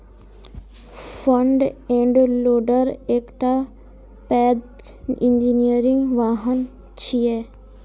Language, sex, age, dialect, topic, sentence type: Maithili, female, 41-45, Eastern / Thethi, agriculture, statement